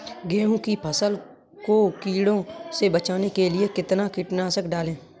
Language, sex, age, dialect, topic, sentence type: Hindi, male, 25-30, Kanauji Braj Bhasha, agriculture, question